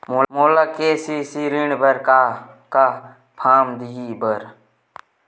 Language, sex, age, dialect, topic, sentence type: Chhattisgarhi, male, 18-24, Western/Budati/Khatahi, banking, question